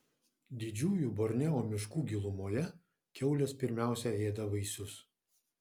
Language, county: Lithuanian, Vilnius